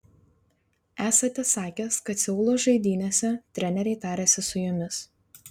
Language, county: Lithuanian, Vilnius